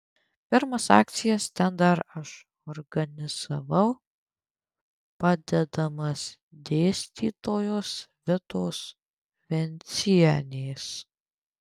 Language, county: Lithuanian, Tauragė